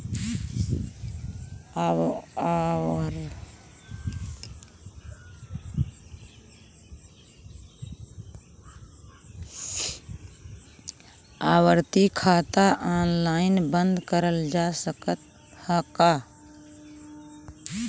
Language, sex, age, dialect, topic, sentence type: Bhojpuri, female, 18-24, Western, banking, question